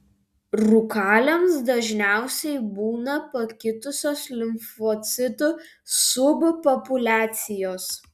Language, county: Lithuanian, Vilnius